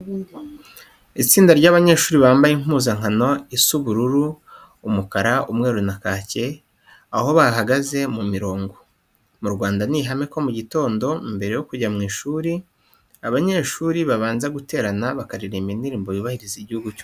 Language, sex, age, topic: Kinyarwanda, male, 25-35, education